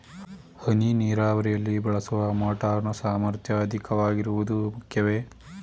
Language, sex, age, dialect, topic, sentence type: Kannada, male, 18-24, Mysore Kannada, agriculture, question